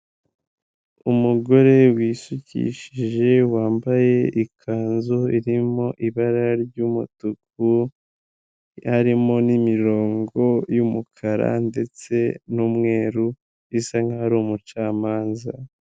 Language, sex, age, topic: Kinyarwanda, male, 18-24, government